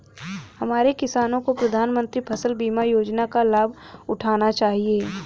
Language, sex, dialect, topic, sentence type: Hindi, female, Hindustani Malvi Khadi Boli, agriculture, statement